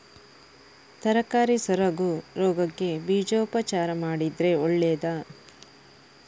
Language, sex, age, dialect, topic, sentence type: Kannada, female, 31-35, Coastal/Dakshin, agriculture, question